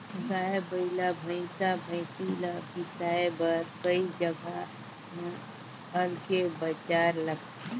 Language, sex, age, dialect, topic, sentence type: Chhattisgarhi, female, 18-24, Northern/Bhandar, agriculture, statement